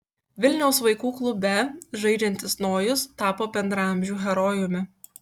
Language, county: Lithuanian, Kaunas